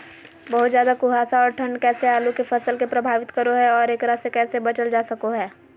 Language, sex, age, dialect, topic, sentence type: Magahi, female, 25-30, Southern, agriculture, question